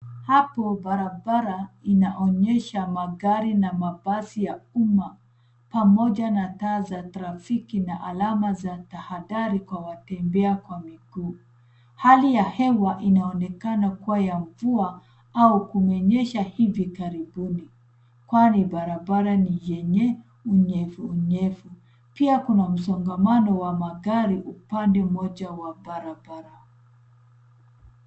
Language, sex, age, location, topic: Swahili, female, 36-49, Nairobi, government